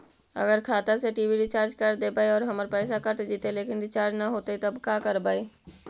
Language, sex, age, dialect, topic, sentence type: Magahi, female, 56-60, Central/Standard, banking, question